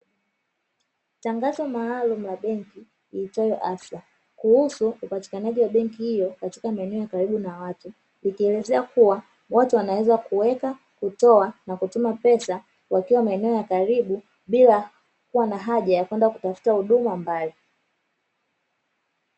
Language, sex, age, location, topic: Swahili, female, 25-35, Dar es Salaam, finance